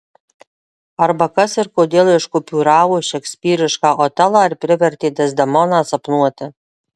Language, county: Lithuanian, Marijampolė